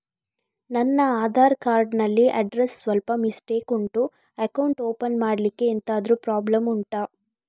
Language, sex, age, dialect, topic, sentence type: Kannada, female, 36-40, Coastal/Dakshin, banking, question